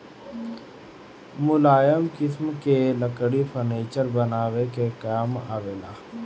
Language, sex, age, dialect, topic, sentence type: Bhojpuri, male, 31-35, Northern, agriculture, statement